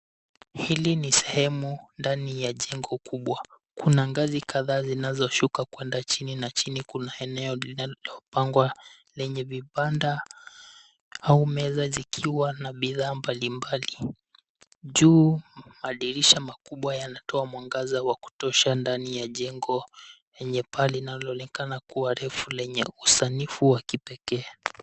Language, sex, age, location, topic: Swahili, male, 18-24, Nairobi, finance